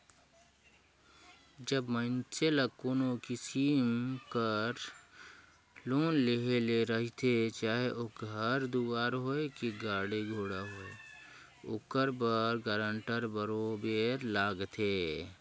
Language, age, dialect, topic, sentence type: Chhattisgarhi, 41-45, Northern/Bhandar, banking, statement